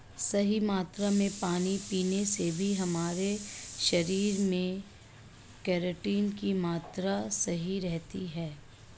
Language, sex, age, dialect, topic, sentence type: Hindi, male, 56-60, Marwari Dhudhari, agriculture, statement